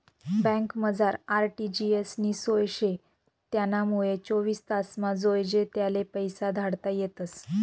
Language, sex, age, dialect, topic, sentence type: Marathi, female, 25-30, Northern Konkan, banking, statement